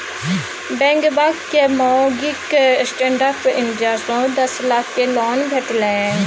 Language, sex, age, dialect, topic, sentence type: Maithili, female, 25-30, Bajjika, banking, statement